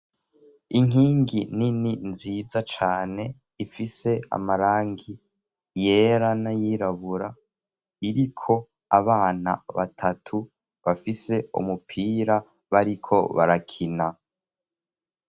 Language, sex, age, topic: Rundi, female, 18-24, education